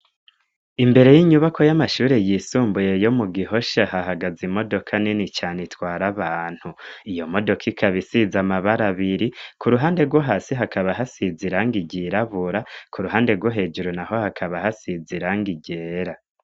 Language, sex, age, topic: Rundi, male, 25-35, education